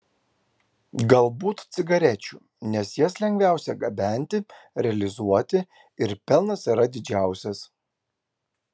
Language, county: Lithuanian, Klaipėda